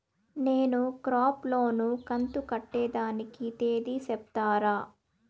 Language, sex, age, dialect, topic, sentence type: Telugu, female, 18-24, Southern, banking, question